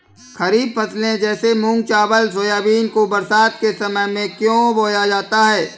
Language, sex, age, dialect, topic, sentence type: Hindi, male, 25-30, Awadhi Bundeli, agriculture, question